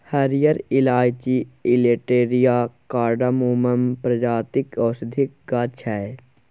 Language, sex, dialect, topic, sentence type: Maithili, male, Bajjika, agriculture, statement